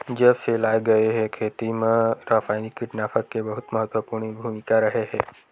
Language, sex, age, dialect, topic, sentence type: Chhattisgarhi, male, 18-24, Western/Budati/Khatahi, agriculture, statement